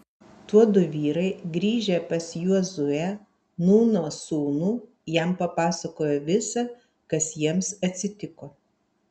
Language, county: Lithuanian, Vilnius